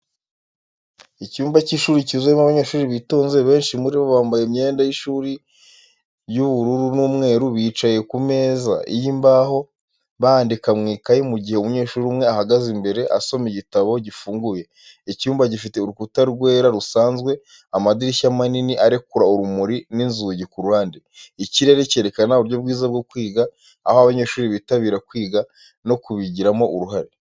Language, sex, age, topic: Kinyarwanda, male, 25-35, education